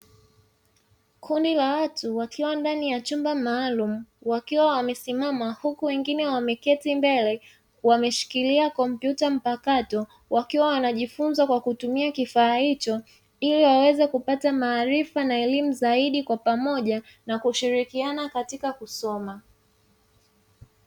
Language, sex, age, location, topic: Swahili, female, 25-35, Dar es Salaam, education